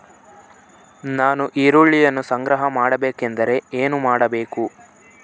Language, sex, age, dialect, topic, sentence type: Kannada, male, 18-24, Central, agriculture, question